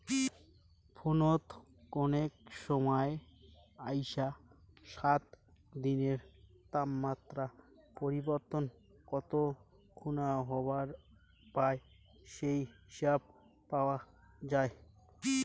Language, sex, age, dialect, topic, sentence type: Bengali, male, 18-24, Rajbangshi, agriculture, statement